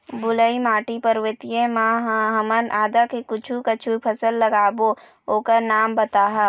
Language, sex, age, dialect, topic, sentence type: Chhattisgarhi, female, 18-24, Eastern, agriculture, question